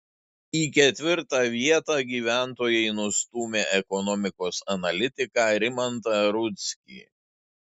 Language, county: Lithuanian, Šiauliai